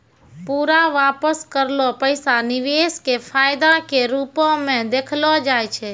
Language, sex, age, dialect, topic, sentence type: Maithili, female, 25-30, Angika, banking, statement